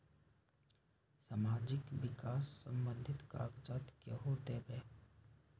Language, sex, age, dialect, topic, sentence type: Magahi, male, 56-60, Western, banking, question